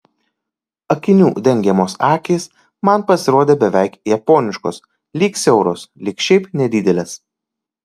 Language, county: Lithuanian, Kaunas